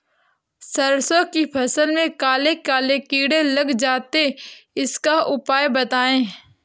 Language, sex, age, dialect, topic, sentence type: Hindi, female, 18-24, Awadhi Bundeli, agriculture, question